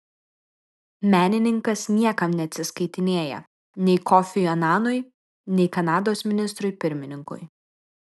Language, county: Lithuanian, Vilnius